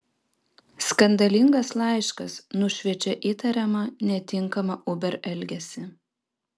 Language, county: Lithuanian, Vilnius